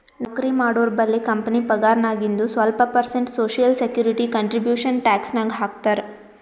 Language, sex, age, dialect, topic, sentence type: Kannada, female, 18-24, Northeastern, banking, statement